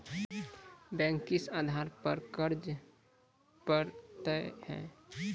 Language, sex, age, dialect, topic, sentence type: Maithili, male, 18-24, Angika, banking, question